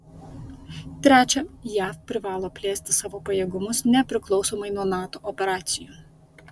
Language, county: Lithuanian, Vilnius